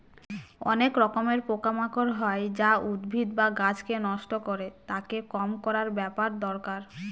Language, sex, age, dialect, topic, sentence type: Bengali, female, 25-30, Northern/Varendri, agriculture, statement